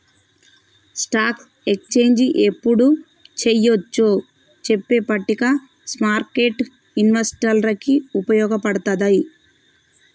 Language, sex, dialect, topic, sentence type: Telugu, female, Telangana, banking, statement